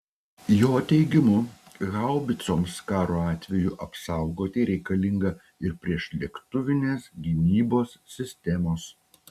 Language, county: Lithuanian, Utena